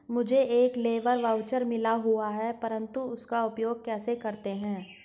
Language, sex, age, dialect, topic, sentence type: Hindi, female, 46-50, Hindustani Malvi Khadi Boli, banking, statement